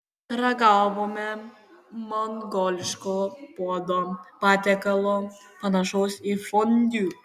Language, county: Lithuanian, Kaunas